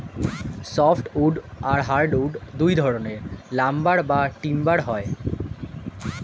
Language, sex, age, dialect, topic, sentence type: Bengali, male, 18-24, Standard Colloquial, agriculture, statement